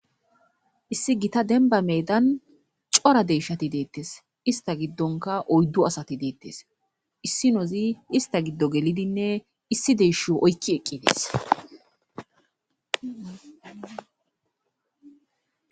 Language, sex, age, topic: Gamo, female, 25-35, agriculture